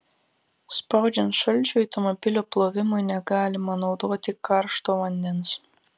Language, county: Lithuanian, Vilnius